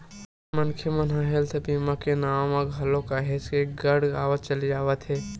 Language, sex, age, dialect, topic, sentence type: Chhattisgarhi, male, 18-24, Western/Budati/Khatahi, banking, statement